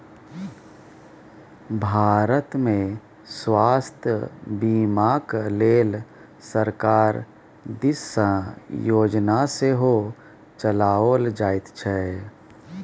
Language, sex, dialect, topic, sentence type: Maithili, male, Bajjika, banking, statement